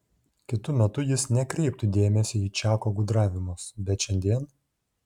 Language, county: Lithuanian, Šiauliai